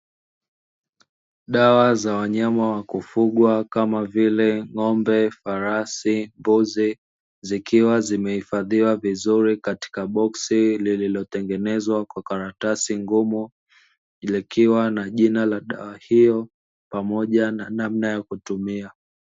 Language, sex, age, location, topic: Swahili, male, 25-35, Dar es Salaam, agriculture